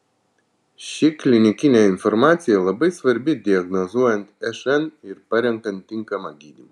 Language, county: Lithuanian, Vilnius